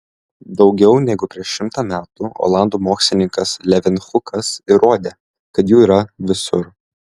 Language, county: Lithuanian, Klaipėda